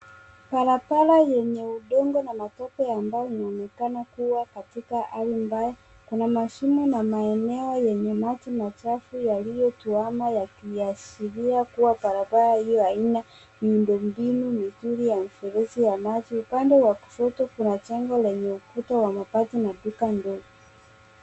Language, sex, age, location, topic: Swahili, female, 18-24, Nairobi, government